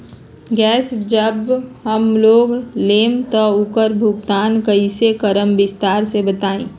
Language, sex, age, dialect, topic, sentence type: Magahi, female, 31-35, Western, banking, question